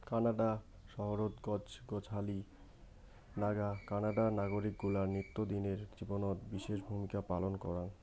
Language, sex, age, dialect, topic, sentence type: Bengali, male, 18-24, Rajbangshi, agriculture, statement